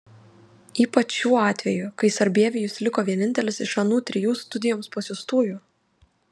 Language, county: Lithuanian, Telšiai